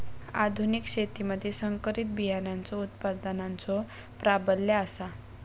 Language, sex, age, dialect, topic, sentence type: Marathi, female, 56-60, Southern Konkan, agriculture, statement